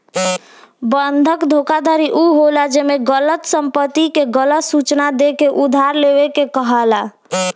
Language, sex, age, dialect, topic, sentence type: Bhojpuri, female, <18, Southern / Standard, banking, statement